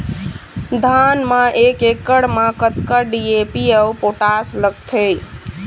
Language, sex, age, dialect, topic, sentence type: Chhattisgarhi, female, 31-35, Eastern, agriculture, question